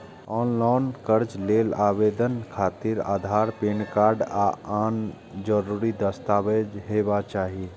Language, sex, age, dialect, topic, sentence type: Maithili, male, 25-30, Eastern / Thethi, banking, statement